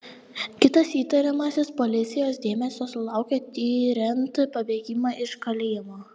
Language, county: Lithuanian, Panevėžys